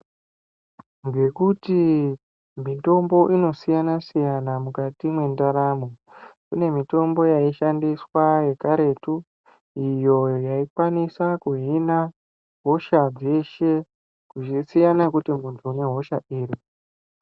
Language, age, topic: Ndau, 25-35, health